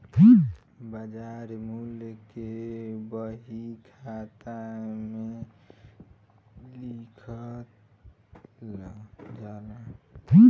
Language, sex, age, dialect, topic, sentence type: Bhojpuri, male, 18-24, Northern, banking, statement